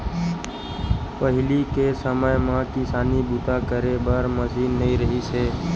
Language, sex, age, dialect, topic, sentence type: Chhattisgarhi, male, 18-24, Western/Budati/Khatahi, agriculture, statement